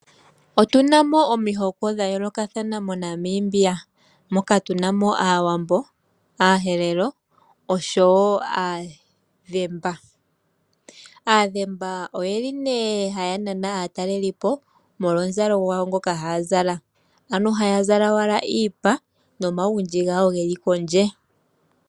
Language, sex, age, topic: Oshiwambo, female, 18-24, agriculture